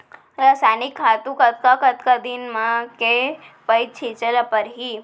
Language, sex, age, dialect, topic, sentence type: Chhattisgarhi, female, 25-30, Central, agriculture, question